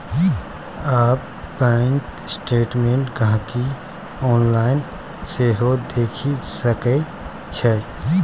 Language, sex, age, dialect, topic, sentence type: Maithili, male, 18-24, Bajjika, banking, statement